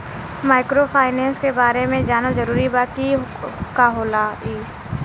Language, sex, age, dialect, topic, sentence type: Bhojpuri, female, 18-24, Western, banking, question